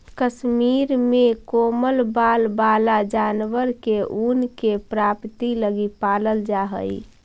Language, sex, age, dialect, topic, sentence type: Magahi, female, 56-60, Central/Standard, banking, statement